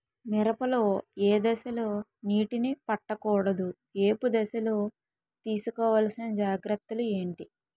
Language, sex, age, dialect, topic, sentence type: Telugu, female, 25-30, Utterandhra, agriculture, question